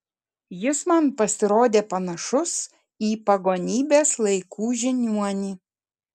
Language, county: Lithuanian, Kaunas